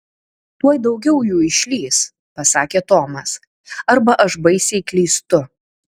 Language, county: Lithuanian, Kaunas